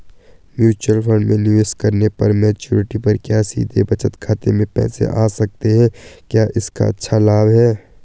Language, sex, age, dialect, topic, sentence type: Hindi, male, 18-24, Garhwali, banking, question